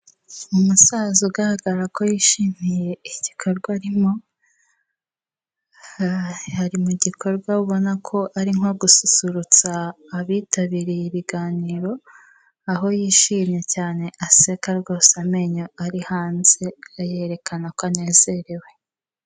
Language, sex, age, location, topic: Kinyarwanda, female, 18-24, Kigali, health